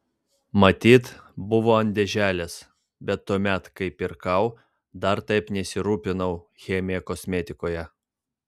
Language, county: Lithuanian, Vilnius